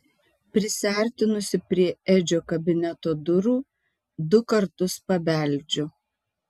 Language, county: Lithuanian, Tauragė